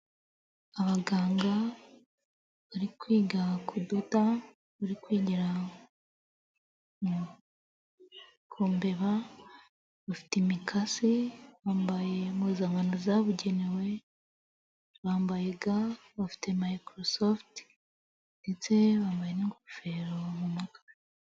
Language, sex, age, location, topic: Kinyarwanda, female, 25-35, Nyagatare, agriculture